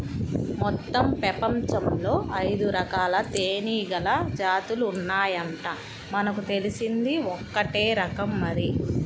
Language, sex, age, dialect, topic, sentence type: Telugu, female, 25-30, Central/Coastal, agriculture, statement